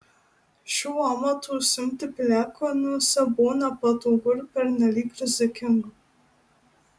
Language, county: Lithuanian, Marijampolė